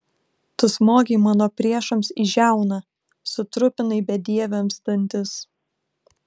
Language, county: Lithuanian, Klaipėda